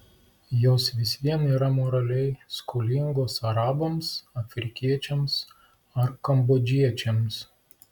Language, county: Lithuanian, Klaipėda